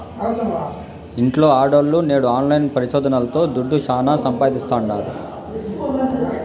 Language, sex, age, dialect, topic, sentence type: Telugu, female, 31-35, Southern, banking, statement